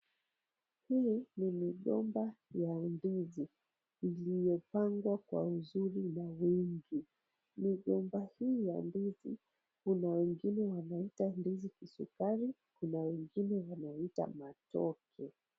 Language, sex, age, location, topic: Swahili, female, 36-49, Mombasa, agriculture